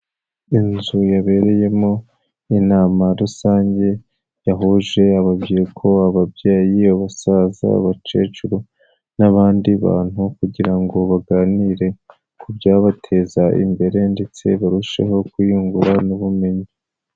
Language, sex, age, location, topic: Kinyarwanda, male, 18-24, Kigali, health